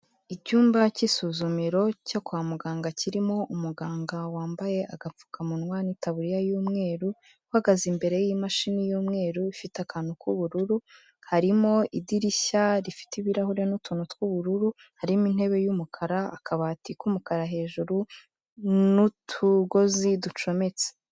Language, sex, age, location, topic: Kinyarwanda, female, 25-35, Kigali, health